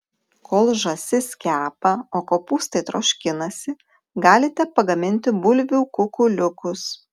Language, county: Lithuanian, Tauragė